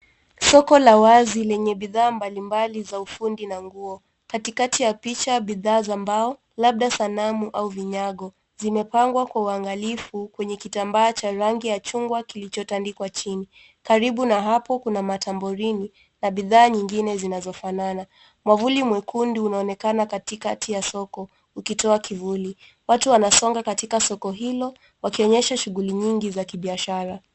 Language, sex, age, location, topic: Swahili, male, 18-24, Nairobi, finance